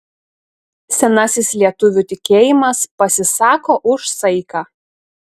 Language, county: Lithuanian, Šiauliai